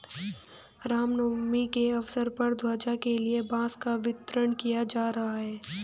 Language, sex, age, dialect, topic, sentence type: Hindi, female, 18-24, Hindustani Malvi Khadi Boli, agriculture, statement